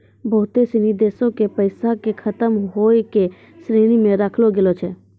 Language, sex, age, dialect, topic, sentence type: Maithili, female, 18-24, Angika, banking, statement